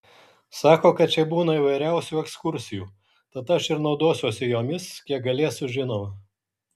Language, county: Lithuanian, Kaunas